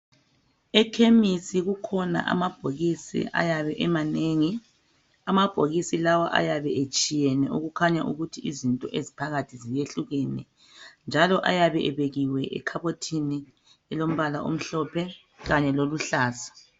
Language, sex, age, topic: North Ndebele, male, 36-49, health